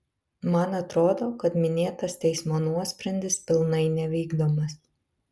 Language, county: Lithuanian, Vilnius